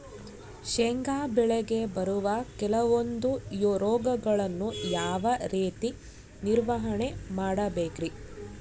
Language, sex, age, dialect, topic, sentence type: Kannada, female, 25-30, Central, agriculture, question